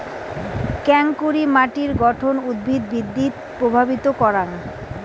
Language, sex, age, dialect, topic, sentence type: Bengali, female, 18-24, Rajbangshi, agriculture, statement